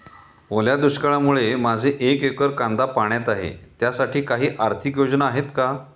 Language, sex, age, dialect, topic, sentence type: Marathi, male, 51-55, Standard Marathi, agriculture, question